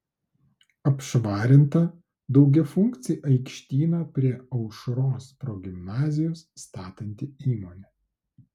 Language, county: Lithuanian, Klaipėda